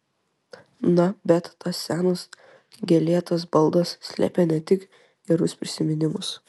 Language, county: Lithuanian, Telšiai